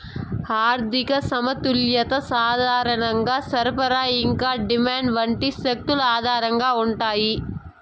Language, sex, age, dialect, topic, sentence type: Telugu, female, 18-24, Southern, banking, statement